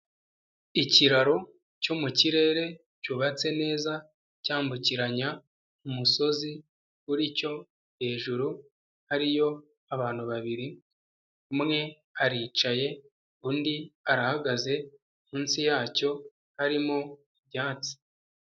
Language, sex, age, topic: Kinyarwanda, male, 25-35, government